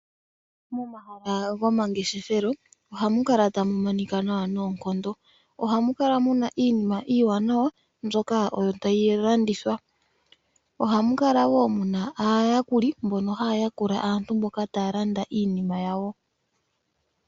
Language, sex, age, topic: Oshiwambo, male, 18-24, finance